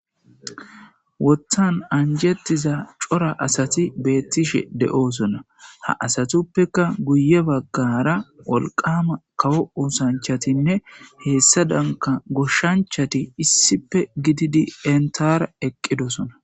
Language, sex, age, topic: Gamo, male, 18-24, government